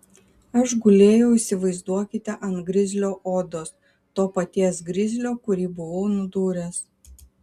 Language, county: Lithuanian, Kaunas